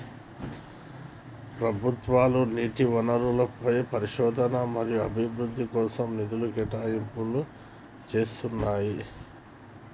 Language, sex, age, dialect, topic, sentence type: Telugu, male, 41-45, Telangana, banking, statement